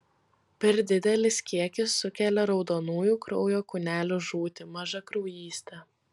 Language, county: Lithuanian, Vilnius